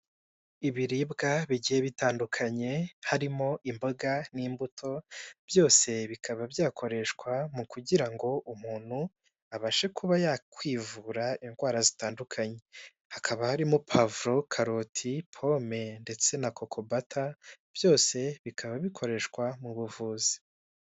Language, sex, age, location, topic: Kinyarwanda, male, 18-24, Huye, health